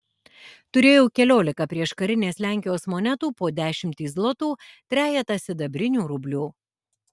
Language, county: Lithuanian, Alytus